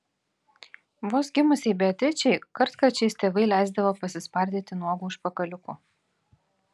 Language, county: Lithuanian, Vilnius